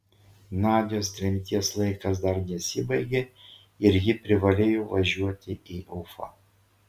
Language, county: Lithuanian, Šiauliai